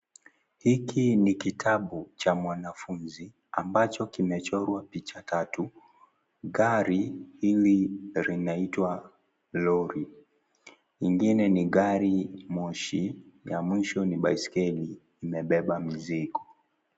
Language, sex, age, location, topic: Swahili, male, 18-24, Kisii, education